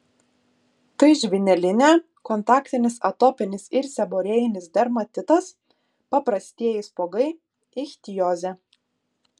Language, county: Lithuanian, Kaunas